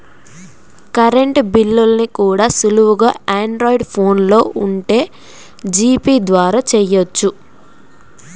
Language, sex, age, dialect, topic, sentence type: Telugu, female, 18-24, Central/Coastal, banking, statement